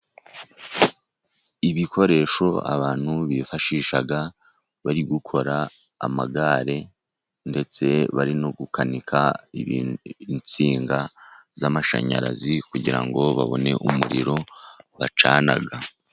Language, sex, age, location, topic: Kinyarwanda, male, 50+, Musanze, education